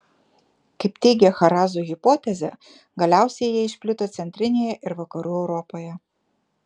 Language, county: Lithuanian, Kaunas